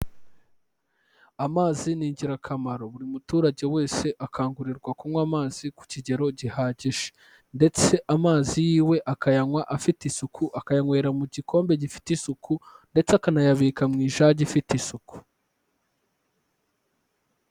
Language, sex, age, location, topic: Kinyarwanda, male, 25-35, Kigali, health